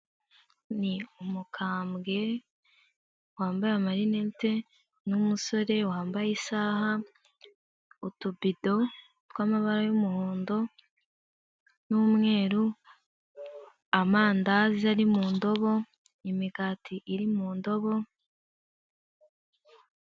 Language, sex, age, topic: Kinyarwanda, female, 18-24, finance